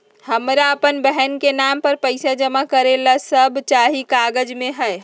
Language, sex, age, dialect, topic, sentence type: Magahi, female, 60-100, Western, banking, question